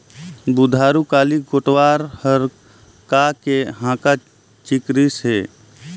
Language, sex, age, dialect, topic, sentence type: Chhattisgarhi, male, 18-24, Northern/Bhandar, agriculture, statement